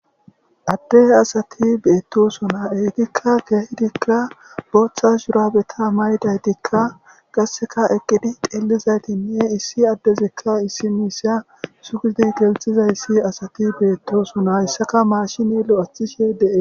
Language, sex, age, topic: Gamo, male, 25-35, government